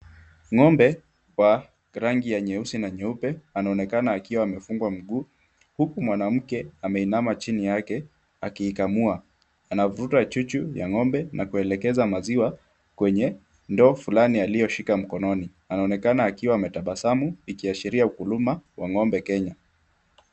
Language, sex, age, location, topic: Swahili, male, 18-24, Kisumu, agriculture